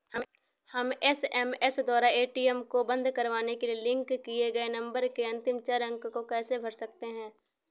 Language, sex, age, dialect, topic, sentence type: Hindi, female, 18-24, Awadhi Bundeli, banking, question